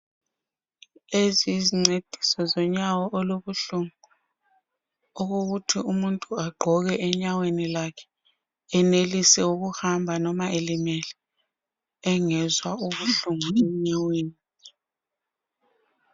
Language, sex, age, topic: North Ndebele, female, 36-49, health